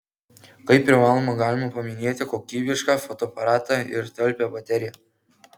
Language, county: Lithuanian, Kaunas